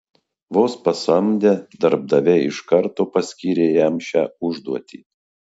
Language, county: Lithuanian, Marijampolė